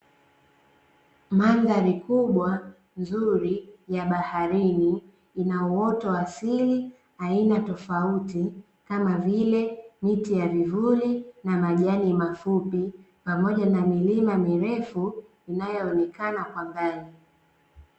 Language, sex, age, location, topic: Swahili, female, 18-24, Dar es Salaam, agriculture